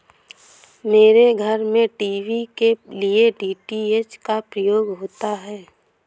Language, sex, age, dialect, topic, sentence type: Hindi, female, 18-24, Awadhi Bundeli, banking, statement